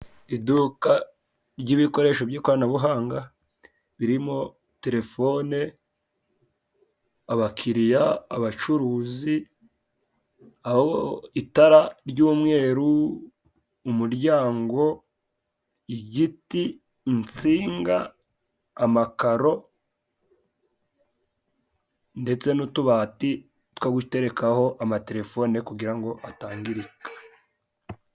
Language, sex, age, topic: Kinyarwanda, male, 18-24, finance